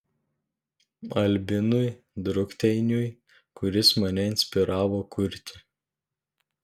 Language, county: Lithuanian, Telšiai